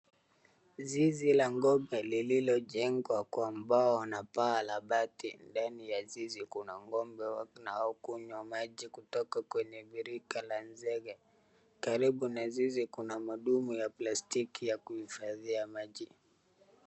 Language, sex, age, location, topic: Swahili, male, 36-49, Wajir, agriculture